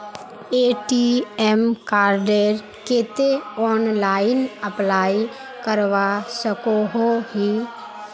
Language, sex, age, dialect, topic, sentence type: Magahi, female, 18-24, Northeastern/Surjapuri, banking, question